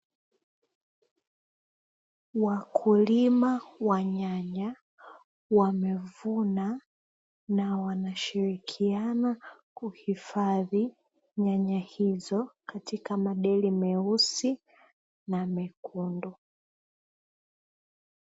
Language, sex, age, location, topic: Swahili, female, 18-24, Dar es Salaam, agriculture